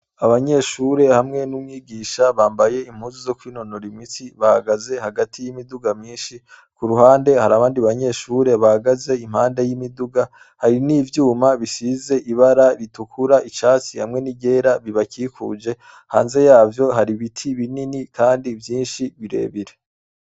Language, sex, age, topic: Rundi, male, 25-35, education